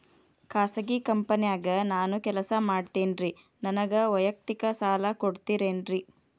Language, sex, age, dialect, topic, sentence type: Kannada, female, 31-35, Dharwad Kannada, banking, question